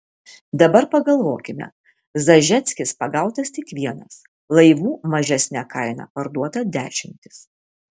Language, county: Lithuanian, Vilnius